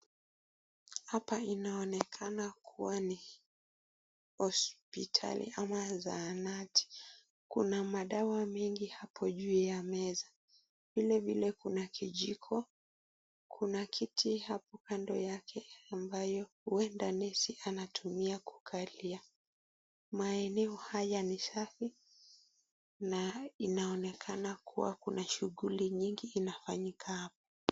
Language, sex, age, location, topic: Swahili, female, 25-35, Nakuru, health